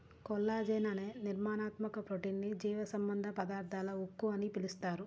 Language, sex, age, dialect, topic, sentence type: Telugu, female, 36-40, Central/Coastal, agriculture, statement